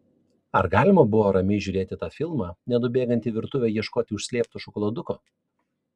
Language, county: Lithuanian, Vilnius